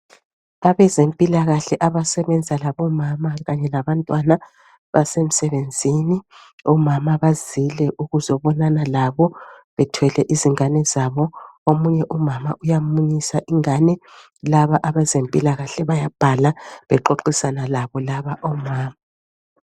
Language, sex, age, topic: North Ndebele, female, 50+, health